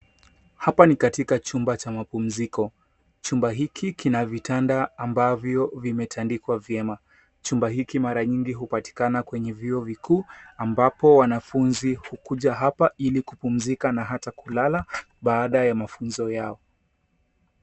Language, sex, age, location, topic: Swahili, male, 18-24, Nairobi, education